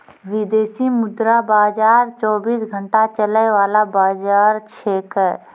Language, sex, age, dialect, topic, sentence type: Maithili, female, 31-35, Angika, banking, statement